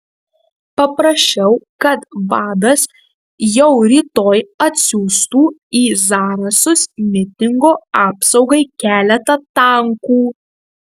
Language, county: Lithuanian, Marijampolė